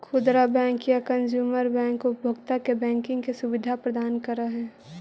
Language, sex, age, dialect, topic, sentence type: Magahi, female, 18-24, Central/Standard, banking, statement